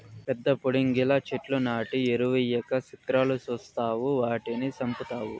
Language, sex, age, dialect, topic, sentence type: Telugu, male, 46-50, Southern, agriculture, statement